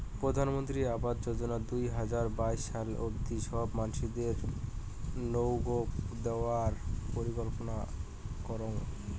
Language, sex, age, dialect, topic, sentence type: Bengali, male, 18-24, Rajbangshi, banking, statement